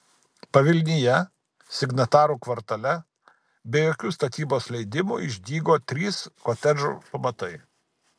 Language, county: Lithuanian, Kaunas